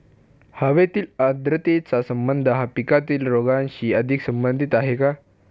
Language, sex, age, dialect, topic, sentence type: Marathi, male, <18, Standard Marathi, agriculture, question